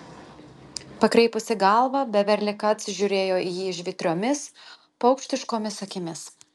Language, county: Lithuanian, Telšiai